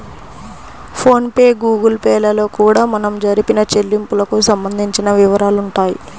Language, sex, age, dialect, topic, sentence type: Telugu, female, 25-30, Central/Coastal, banking, statement